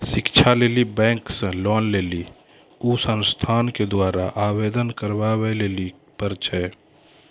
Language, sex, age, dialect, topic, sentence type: Maithili, male, 36-40, Angika, banking, question